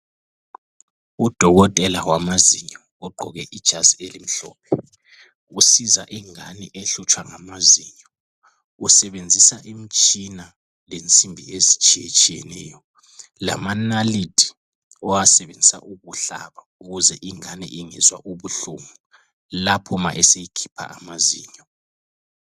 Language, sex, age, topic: North Ndebele, male, 36-49, health